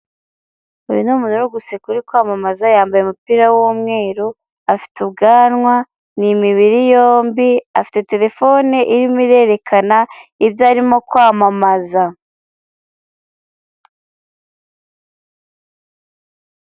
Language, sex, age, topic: Kinyarwanda, female, 18-24, finance